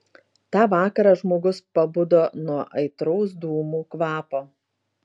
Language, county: Lithuanian, Šiauliai